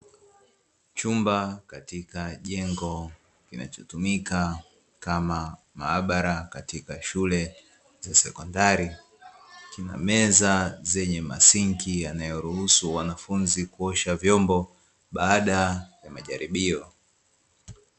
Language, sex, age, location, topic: Swahili, male, 25-35, Dar es Salaam, education